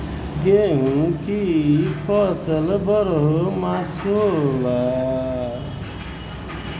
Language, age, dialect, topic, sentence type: Bhojpuri, 25-30, Western, agriculture, statement